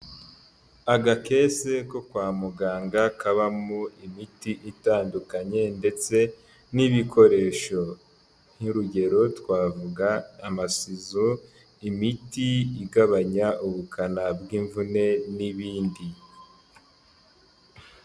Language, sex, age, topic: Kinyarwanda, male, 18-24, health